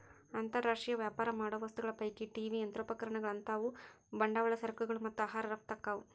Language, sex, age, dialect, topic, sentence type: Kannada, female, 31-35, Dharwad Kannada, banking, statement